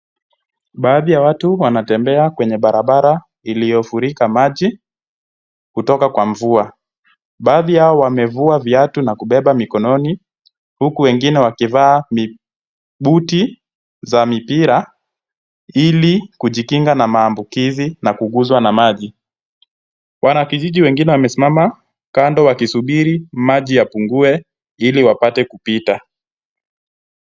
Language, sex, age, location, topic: Swahili, male, 25-35, Kisumu, health